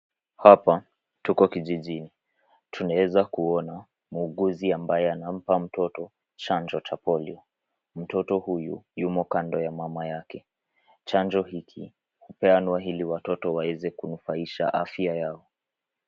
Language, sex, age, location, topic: Swahili, male, 18-24, Nairobi, health